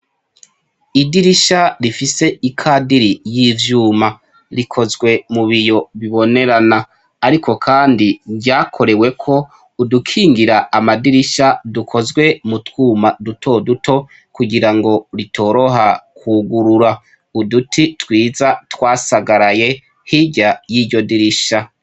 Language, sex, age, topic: Rundi, male, 25-35, education